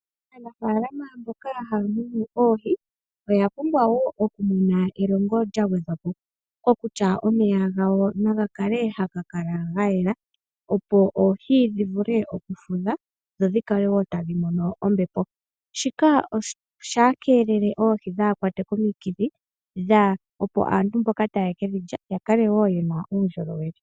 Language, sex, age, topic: Oshiwambo, female, 18-24, agriculture